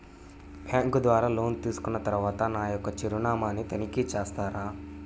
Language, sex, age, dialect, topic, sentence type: Telugu, male, 18-24, Central/Coastal, banking, question